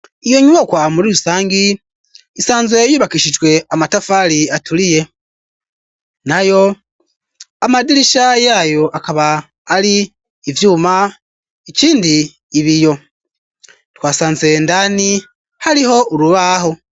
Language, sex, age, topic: Rundi, male, 25-35, education